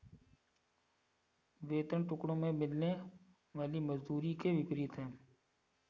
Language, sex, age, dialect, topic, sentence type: Hindi, male, 25-30, Kanauji Braj Bhasha, banking, statement